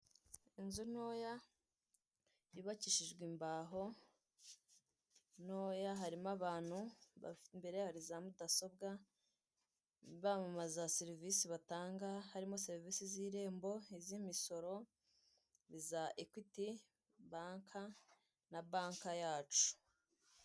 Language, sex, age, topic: Kinyarwanda, female, 18-24, finance